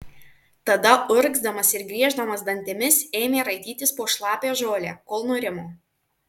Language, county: Lithuanian, Marijampolė